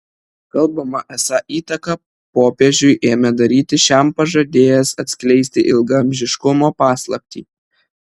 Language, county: Lithuanian, Vilnius